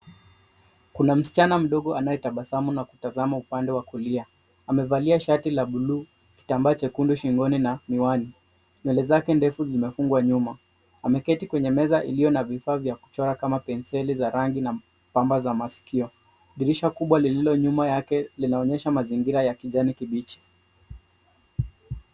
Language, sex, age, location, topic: Swahili, male, 25-35, Nairobi, education